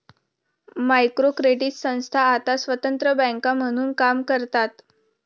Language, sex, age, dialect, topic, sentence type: Marathi, female, 25-30, Varhadi, banking, statement